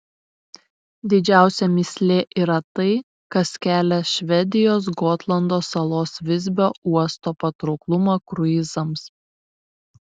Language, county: Lithuanian, Šiauliai